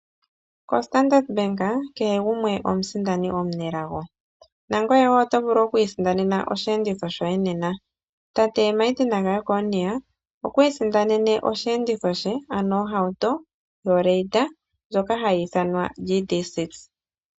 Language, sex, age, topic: Oshiwambo, female, 25-35, finance